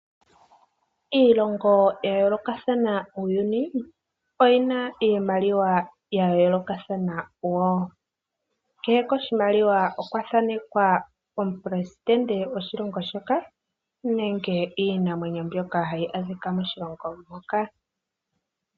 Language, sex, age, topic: Oshiwambo, male, 18-24, finance